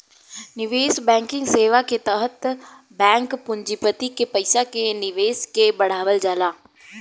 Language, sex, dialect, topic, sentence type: Bhojpuri, female, Southern / Standard, banking, statement